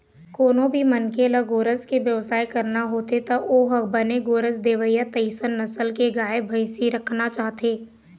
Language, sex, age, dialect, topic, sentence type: Chhattisgarhi, female, 18-24, Eastern, agriculture, statement